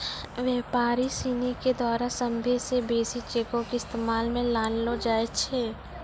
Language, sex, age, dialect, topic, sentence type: Maithili, female, 25-30, Angika, banking, statement